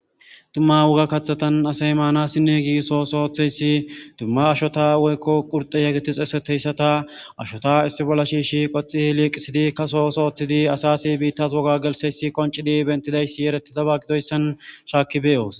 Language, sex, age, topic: Gamo, male, 18-24, government